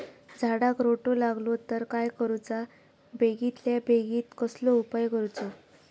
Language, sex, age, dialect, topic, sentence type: Marathi, female, 25-30, Southern Konkan, agriculture, question